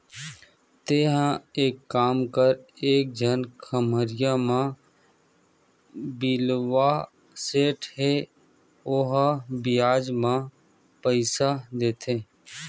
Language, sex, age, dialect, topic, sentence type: Chhattisgarhi, male, 18-24, Western/Budati/Khatahi, banking, statement